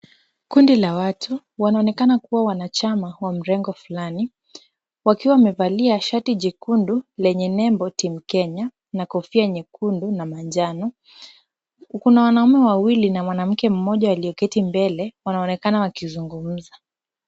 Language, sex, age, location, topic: Swahili, female, 25-35, Kisumu, government